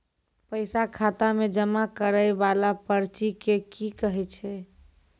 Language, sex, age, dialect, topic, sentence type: Maithili, female, 18-24, Angika, banking, question